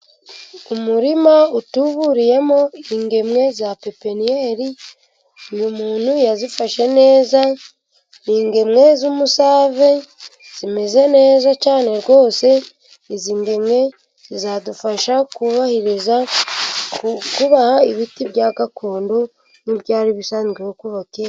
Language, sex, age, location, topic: Kinyarwanda, female, 25-35, Musanze, agriculture